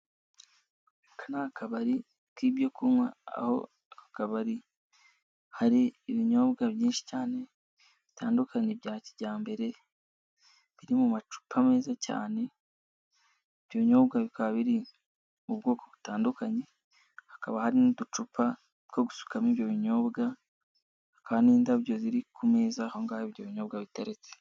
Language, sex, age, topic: Kinyarwanda, male, 18-24, finance